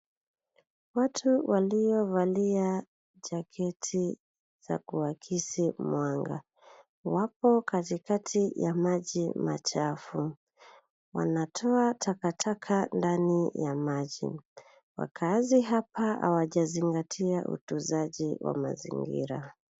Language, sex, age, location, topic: Swahili, female, 18-24, Nairobi, government